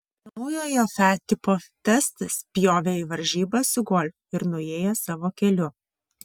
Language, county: Lithuanian, Vilnius